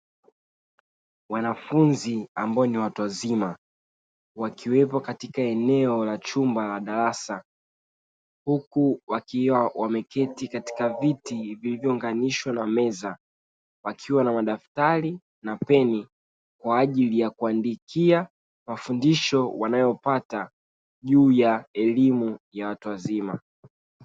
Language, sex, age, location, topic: Swahili, male, 36-49, Dar es Salaam, education